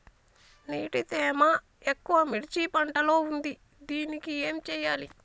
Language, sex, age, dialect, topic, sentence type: Telugu, female, 25-30, Telangana, agriculture, question